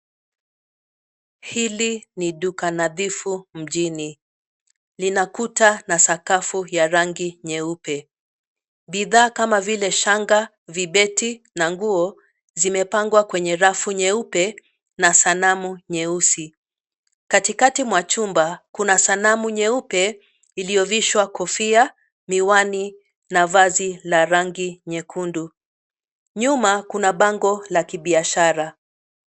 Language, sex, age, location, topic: Swahili, female, 50+, Nairobi, finance